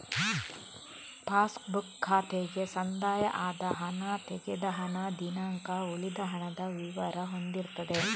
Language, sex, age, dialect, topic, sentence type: Kannada, female, 18-24, Coastal/Dakshin, banking, statement